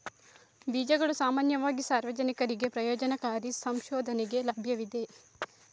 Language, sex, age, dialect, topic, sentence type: Kannada, female, 56-60, Coastal/Dakshin, agriculture, statement